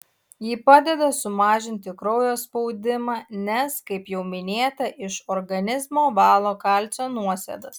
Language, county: Lithuanian, Utena